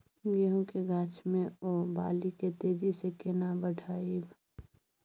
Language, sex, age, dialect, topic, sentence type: Maithili, female, 25-30, Bajjika, agriculture, question